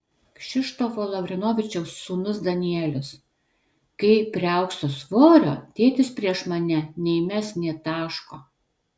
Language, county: Lithuanian, Telšiai